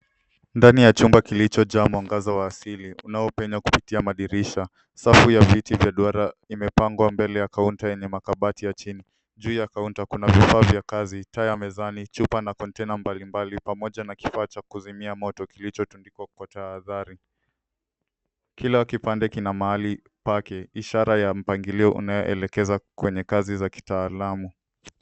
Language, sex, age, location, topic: Swahili, male, 18-24, Nairobi, education